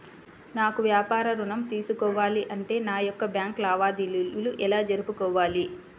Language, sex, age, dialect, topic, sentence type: Telugu, female, 25-30, Central/Coastal, banking, question